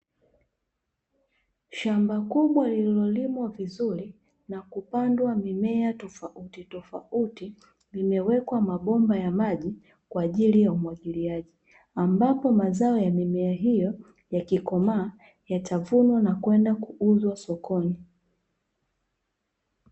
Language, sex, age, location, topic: Swahili, female, 25-35, Dar es Salaam, agriculture